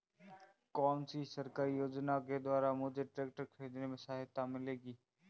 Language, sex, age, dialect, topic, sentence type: Hindi, male, 25-30, Marwari Dhudhari, agriculture, question